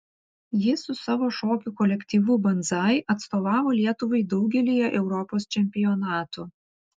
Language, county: Lithuanian, Vilnius